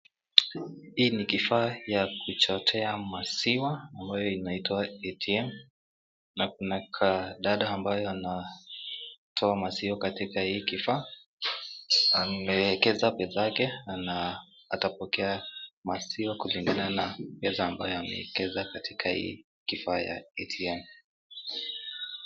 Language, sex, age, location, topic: Swahili, male, 18-24, Nakuru, finance